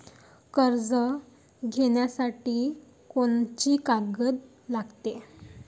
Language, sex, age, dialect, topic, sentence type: Marathi, female, 18-24, Varhadi, banking, question